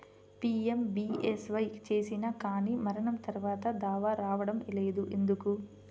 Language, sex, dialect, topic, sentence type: Telugu, female, Central/Coastal, banking, question